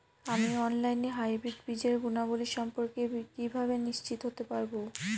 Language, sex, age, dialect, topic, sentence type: Bengali, female, 18-24, Northern/Varendri, agriculture, question